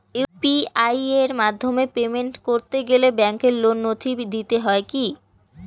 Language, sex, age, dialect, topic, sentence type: Bengali, female, 18-24, Rajbangshi, banking, question